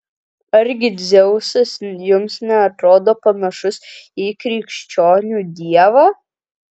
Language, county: Lithuanian, Kaunas